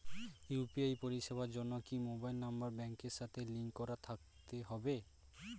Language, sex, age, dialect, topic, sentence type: Bengali, male, 18-24, Standard Colloquial, banking, question